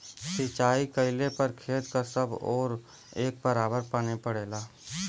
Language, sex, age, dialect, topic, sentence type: Bhojpuri, male, 18-24, Western, agriculture, statement